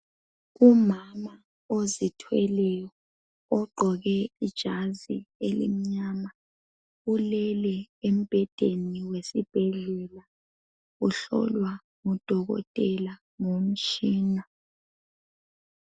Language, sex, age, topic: North Ndebele, male, 25-35, health